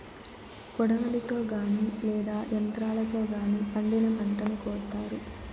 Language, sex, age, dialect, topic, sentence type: Telugu, male, 18-24, Southern, agriculture, statement